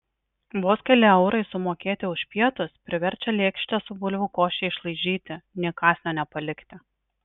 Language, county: Lithuanian, Marijampolė